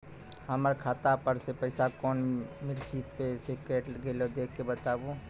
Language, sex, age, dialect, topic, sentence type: Maithili, male, 25-30, Angika, banking, question